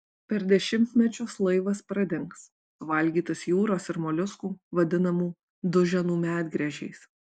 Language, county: Lithuanian, Alytus